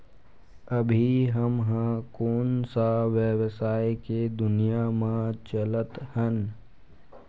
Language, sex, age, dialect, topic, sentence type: Chhattisgarhi, male, 41-45, Western/Budati/Khatahi, agriculture, question